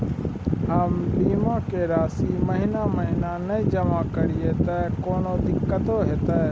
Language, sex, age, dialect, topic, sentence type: Maithili, male, 31-35, Bajjika, banking, question